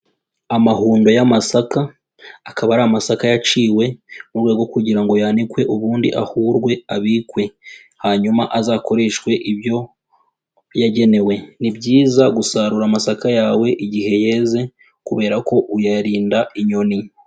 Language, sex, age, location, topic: Kinyarwanda, female, 25-35, Kigali, agriculture